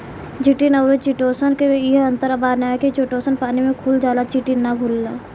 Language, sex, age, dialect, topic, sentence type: Bhojpuri, female, 18-24, Southern / Standard, agriculture, statement